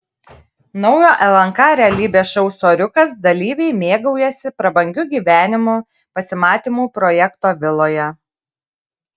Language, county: Lithuanian, Kaunas